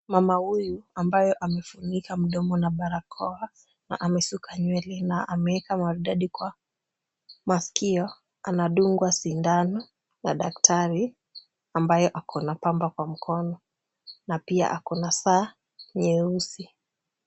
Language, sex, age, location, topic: Swahili, female, 18-24, Kisumu, health